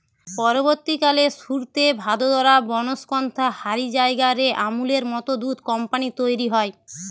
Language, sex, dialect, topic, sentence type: Bengali, female, Western, agriculture, statement